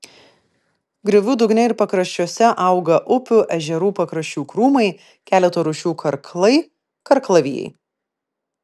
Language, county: Lithuanian, Vilnius